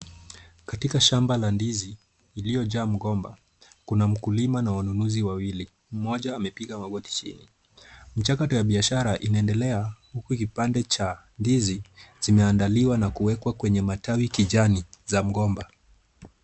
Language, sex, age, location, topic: Swahili, male, 18-24, Kisumu, agriculture